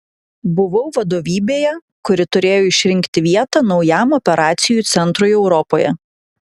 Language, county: Lithuanian, Klaipėda